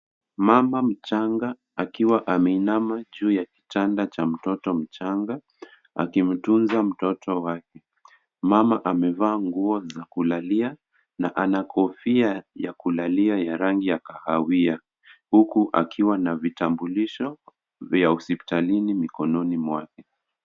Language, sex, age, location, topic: Swahili, male, 50+, Kisumu, health